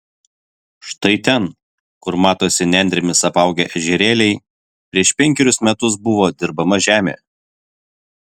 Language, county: Lithuanian, Vilnius